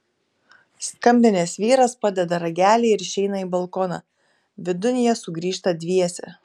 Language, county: Lithuanian, Telšiai